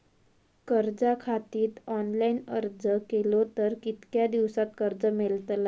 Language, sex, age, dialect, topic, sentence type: Marathi, female, 18-24, Southern Konkan, banking, question